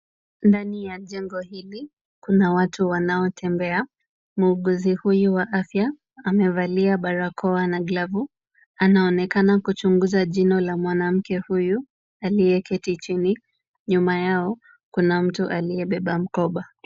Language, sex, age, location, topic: Swahili, female, 25-35, Kisumu, health